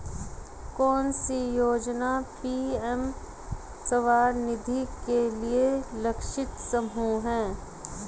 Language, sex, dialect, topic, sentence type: Hindi, female, Hindustani Malvi Khadi Boli, banking, question